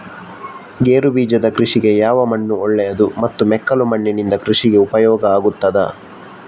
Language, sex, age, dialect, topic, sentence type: Kannada, male, 60-100, Coastal/Dakshin, agriculture, question